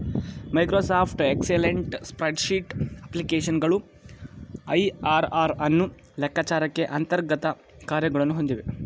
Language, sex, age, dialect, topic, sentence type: Kannada, male, 18-24, Mysore Kannada, banking, statement